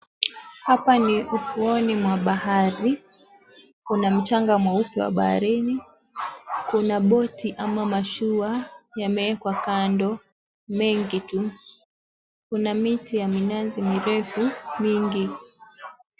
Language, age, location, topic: Swahili, 18-24, Mombasa, agriculture